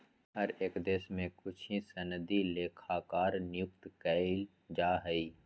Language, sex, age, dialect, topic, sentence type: Magahi, male, 25-30, Western, banking, statement